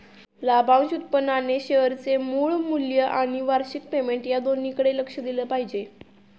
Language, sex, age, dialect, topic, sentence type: Marathi, female, 18-24, Standard Marathi, banking, statement